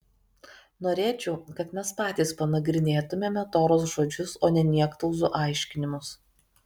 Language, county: Lithuanian, Kaunas